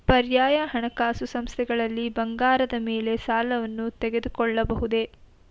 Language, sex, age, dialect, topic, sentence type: Kannada, female, 18-24, Mysore Kannada, banking, question